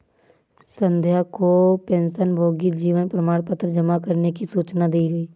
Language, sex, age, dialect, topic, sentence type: Hindi, female, 31-35, Awadhi Bundeli, banking, statement